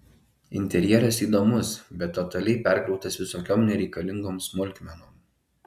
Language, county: Lithuanian, Alytus